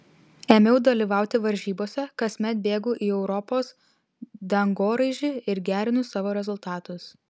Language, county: Lithuanian, Vilnius